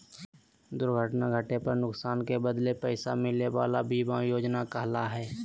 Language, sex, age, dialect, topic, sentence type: Magahi, male, 18-24, Southern, banking, statement